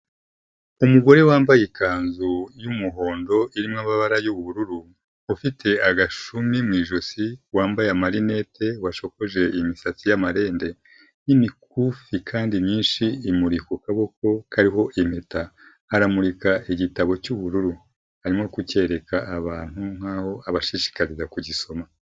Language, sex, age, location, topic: Kinyarwanda, male, 50+, Kigali, health